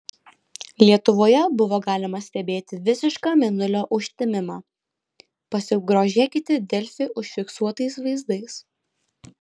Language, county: Lithuanian, Alytus